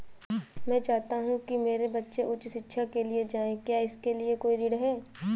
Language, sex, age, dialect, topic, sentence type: Hindi, female, 18-24, Awadhi Bundeli, banking, question